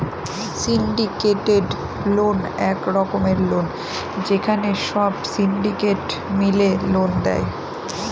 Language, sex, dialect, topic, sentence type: Bengali, female, Northern/Varendri, banking, statement